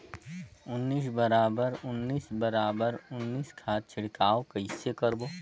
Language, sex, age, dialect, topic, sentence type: Chhattisgarhi, male, 18-24, Northern/Bhandar, agriculture, question